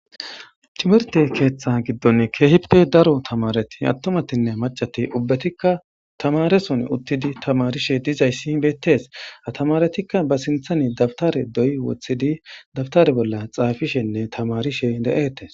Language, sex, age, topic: Gamo, female, 18-24, government